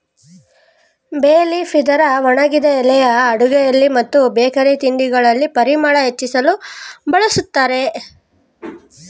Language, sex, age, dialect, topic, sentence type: Kannada, female, 25-30, Mysore Kannada, agriculture, statement